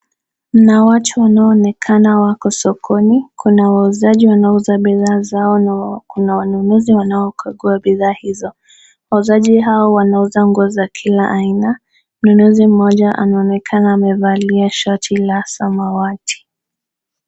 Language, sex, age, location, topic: Swahili, female, 18-24, Nakuru, finance